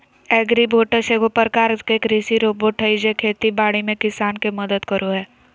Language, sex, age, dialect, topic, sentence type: Magahi, female, 18-24, Southern, agriculture, statement